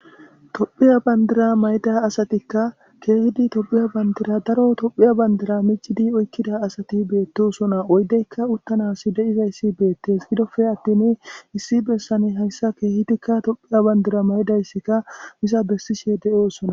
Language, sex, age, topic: Gamo, male, 25-35, government